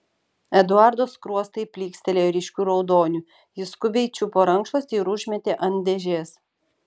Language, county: Lithuanian, Vilnius